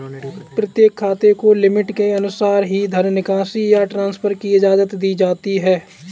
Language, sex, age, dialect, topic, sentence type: Hindi, male, 18-24, Kanauji Braj Bhasha, banking, statement